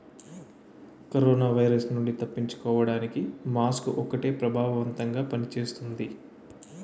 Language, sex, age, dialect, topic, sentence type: Telugu, male, 31-35, Utterandhra, banking, statement